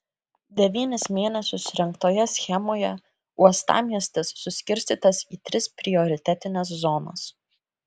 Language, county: Lithuanian, Kaunas